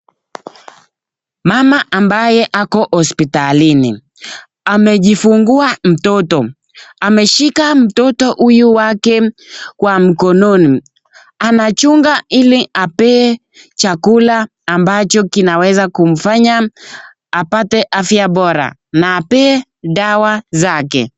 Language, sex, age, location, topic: Swahili, male, 18-24, Nakuru, health